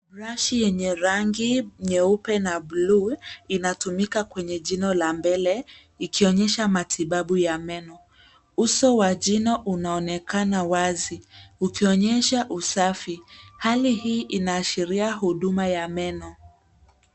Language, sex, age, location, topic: Swahili, female, 36-49, Nairobi, health